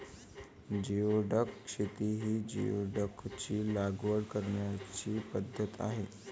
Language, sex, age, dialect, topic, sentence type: Marathi, male, 18-24, Varhadi, agriculture, statement